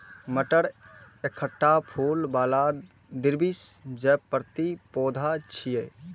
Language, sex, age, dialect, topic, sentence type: Maithili, male, 18-24, Eastern / Thethi, agriculture, statement